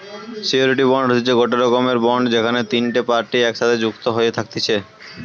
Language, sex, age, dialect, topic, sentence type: Bengali, male, 18-24, Western, banking, statement